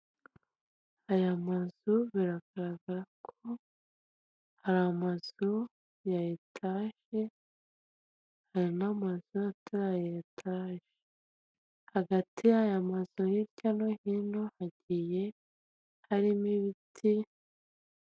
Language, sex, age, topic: Kinyarwanda, female, 25-35, government